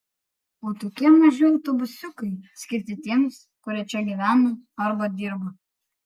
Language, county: Lithuanian, Kaunas